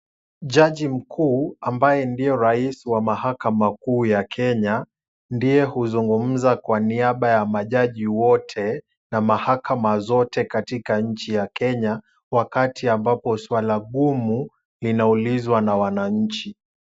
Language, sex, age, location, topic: Swahili, male, 18-24, Kisumu, government